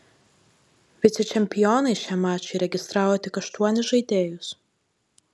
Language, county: Lithuanian, Marijampolė